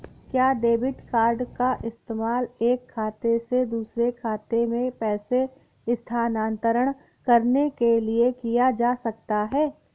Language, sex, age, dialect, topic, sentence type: Hindi, female, 18-24, Awadhi Bundeli, banking, question